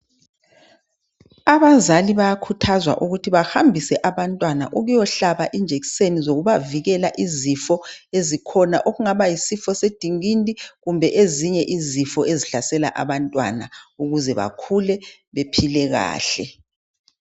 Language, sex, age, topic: North Ndebele, male, 36-49, health